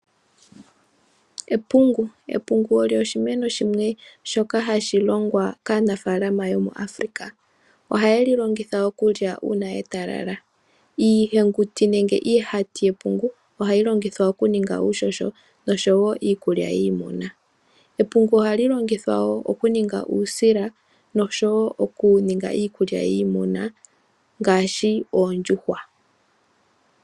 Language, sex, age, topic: Oshiwambo, female, 25-35, agriculture